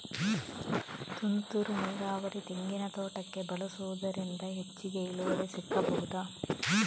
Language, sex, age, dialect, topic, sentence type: Kannada, female, 18-24, Coastal/Dakshin, agriculture, question